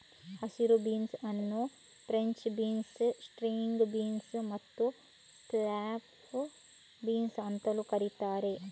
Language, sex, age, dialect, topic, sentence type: Kannada, female, 36-40, Coastal/Dakshin, agriculture, statement